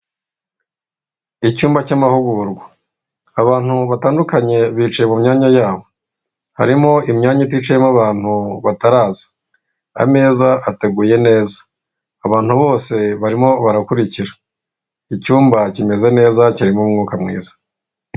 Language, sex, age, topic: Kinyarwanda, female, 36-49, finance